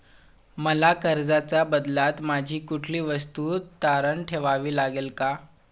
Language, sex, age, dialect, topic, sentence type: Marathi, male, 18-24, Standard Marathi, banking, question